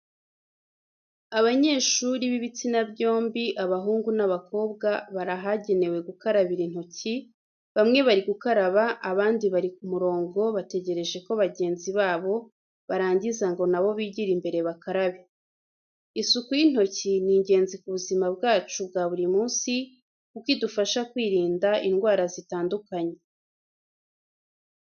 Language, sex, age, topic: Kinyarwanda, female, 25-35, education